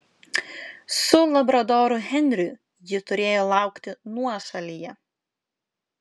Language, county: Lithuanian, Klaipėda